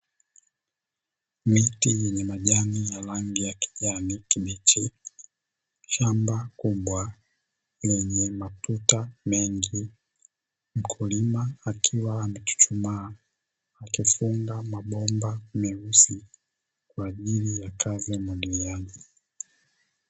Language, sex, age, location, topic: Swahili, male, 25-35, Dar es Salaam, agriculture